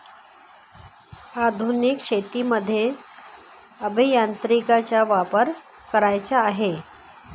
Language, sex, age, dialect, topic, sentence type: Marathi, female, 51-55, Northern Konkan, agriculture, statement